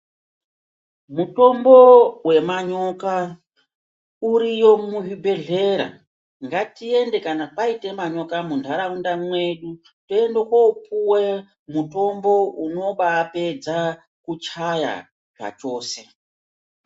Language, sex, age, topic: Ndau, female, 36-49, health